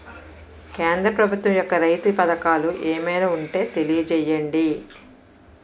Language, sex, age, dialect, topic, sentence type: Telugu, female, 18-24, Utterandhra, agriculture, question